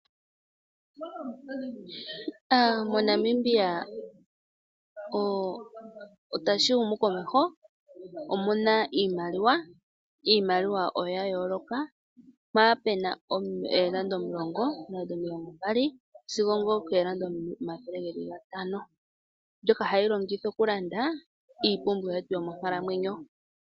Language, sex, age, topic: Oshiwambo, female, 25-35, finance